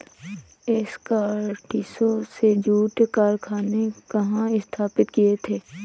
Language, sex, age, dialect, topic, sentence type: Hindi, female, 18-24, Awadhi Bundeli, agriculture, statement